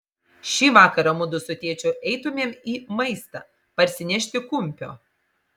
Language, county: Lithuanian, Marijampolė